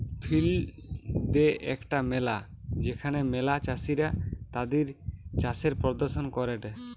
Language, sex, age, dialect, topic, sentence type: Bengali, male, <18, Western, agriculture, statement